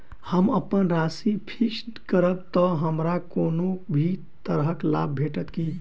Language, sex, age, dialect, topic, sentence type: Maithili, male, 18-24, Southern/Standard, banking, question